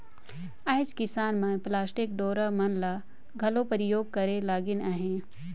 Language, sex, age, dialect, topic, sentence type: Chhattisgarhi, female, 60-100, Northern/Bhandar, agriculture, statement